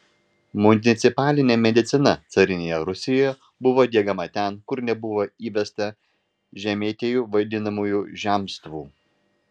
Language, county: Lithuanian, Vilnius